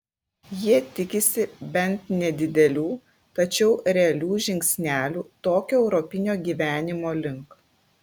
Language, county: Lithuanian, Klaipėda